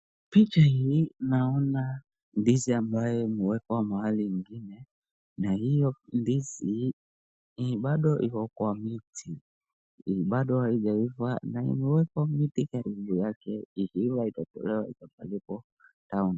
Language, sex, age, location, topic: Swahili, male, 36-49, Wajir, agriculture